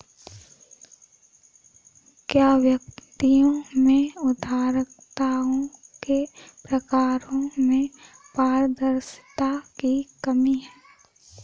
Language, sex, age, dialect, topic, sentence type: Hindi, female, 18-24, Kanauji Braj Bhasha, banking, statement